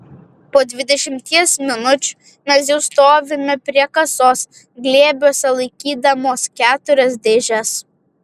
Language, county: Lithuanian, Vilnius